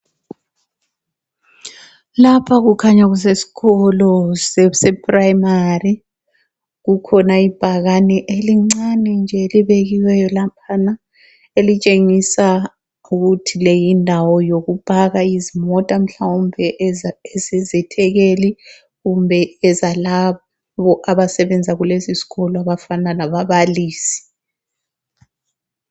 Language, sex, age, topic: North Ndebele, female, 36-49, education